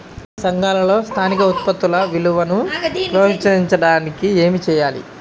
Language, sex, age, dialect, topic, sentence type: Telugu, male, 25-30, Central/Coastal, agriculture, question